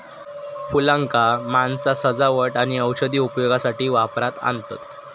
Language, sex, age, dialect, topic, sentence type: Marathi, male, 18-24, Southern Konkan, agriculture, statement